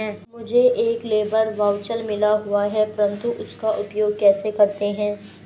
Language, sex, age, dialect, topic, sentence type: Hindi, female, 51-55, Hindustani Malvi Khadi Boli, banking, statement